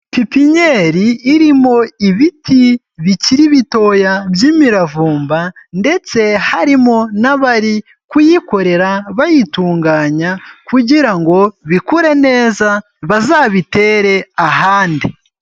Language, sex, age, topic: Kinyarwanda, male, 18-24, health